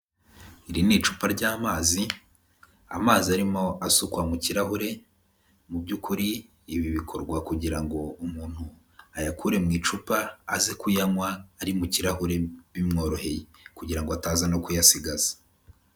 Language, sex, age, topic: Kinyarwanda, male, 18-24, health